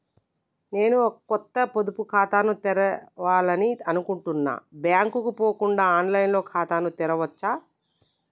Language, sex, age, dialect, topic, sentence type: Telugu, male, 31-35, Telangana, banking, question